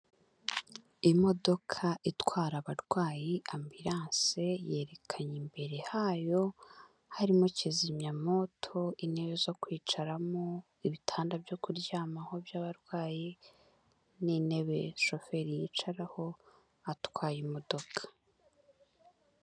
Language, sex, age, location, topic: Kinyarwanda, female, 18-24, Nyagatare, health